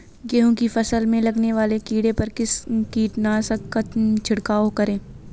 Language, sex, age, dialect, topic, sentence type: Hindi, female, 25-30, Kanauji Braj Bhasha, agriculture, question